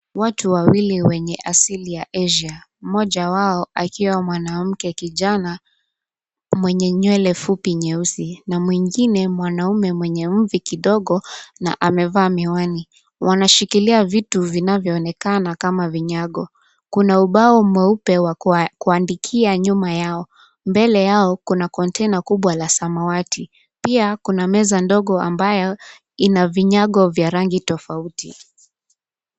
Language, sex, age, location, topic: Swahili, female, 25-35, Nairobi, education